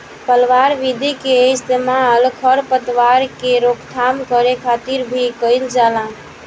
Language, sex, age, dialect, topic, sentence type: Bhojpuri, female, <18, Southern / Standard, agriculture, statement